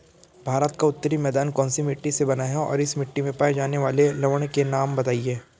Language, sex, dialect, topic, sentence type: Hindi, male, Hindustani Malvi Khadi Boli, agriculture, question